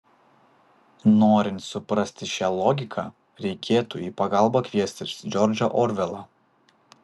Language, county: Lithuanian, Vilnius